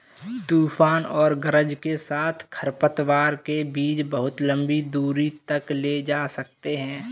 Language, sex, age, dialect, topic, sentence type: Hindi, male, 18-24, Kanauji Braj Bhasha, agriculture, statement